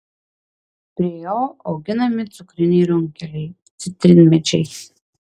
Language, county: Lithuanian, Klaipėda